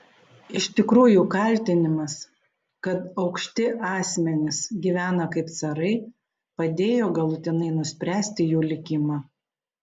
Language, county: Lithuanian, Panevėžys